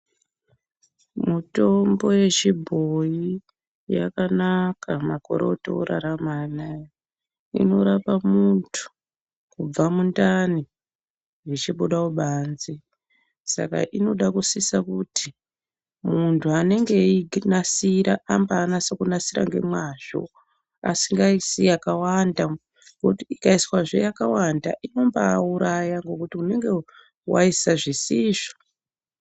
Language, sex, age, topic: Ndau, female, 18-24, health